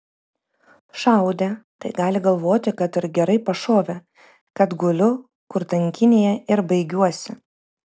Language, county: Lithuanian, Vilnius